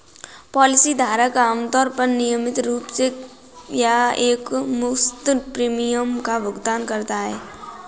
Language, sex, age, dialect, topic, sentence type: Hindi, female, 18-24, Kanauji Braj Bhasha, banking, statement